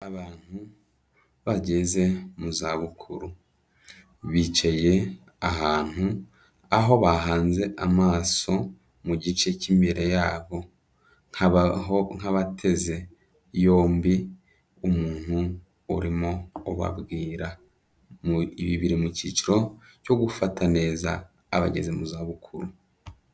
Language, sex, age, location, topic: Kinyarwanda, male, 25-35, Kigali, health